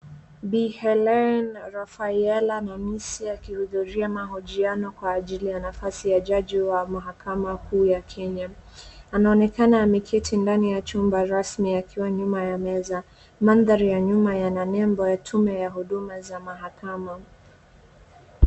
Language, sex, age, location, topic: Swahili, female, 18-24, Wajir, government